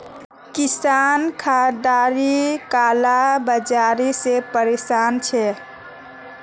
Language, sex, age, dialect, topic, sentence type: Magahi, female, 25-30, Northeastern/Surjapuri, banking, statement